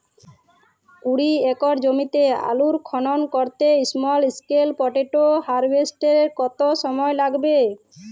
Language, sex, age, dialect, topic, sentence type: Bengali, female, 31-35, Jharkhandi, agriculture, question